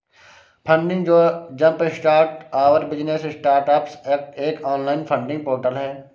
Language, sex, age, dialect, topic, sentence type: Hindi, male, 46-50, Awadhi Bundeli, banking, statement